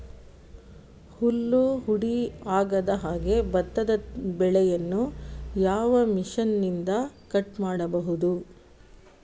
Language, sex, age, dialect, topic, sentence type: Kannada, female, 18-24, Coastal/Dakshin, agriculture, question